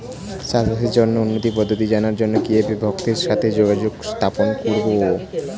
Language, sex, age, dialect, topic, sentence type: Bengali, male, 18-24, Standard Colloquial, agriculture, question